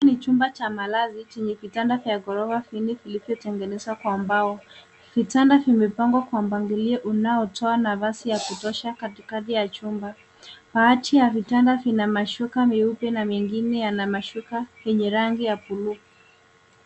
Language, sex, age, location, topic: Swahili, female, 18-24, Nairobi, education